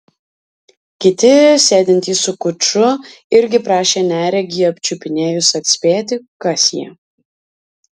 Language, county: Lithuanian, Alytus